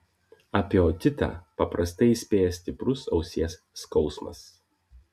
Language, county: Lithuanian, Vilnius